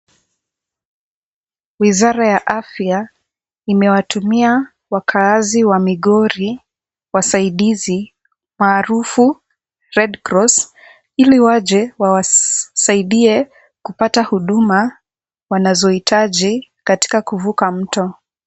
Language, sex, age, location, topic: Swahili, female, 18-24, Kisumu, health